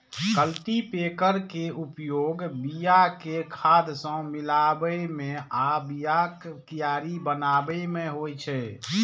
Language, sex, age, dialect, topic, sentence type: Maithili, male, 46-50, Eastern / Thethi, agriculture, statement